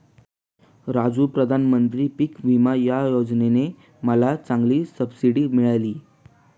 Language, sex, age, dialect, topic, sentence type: Marathi, male, 18-24, Northern Konkan, agriculture, statement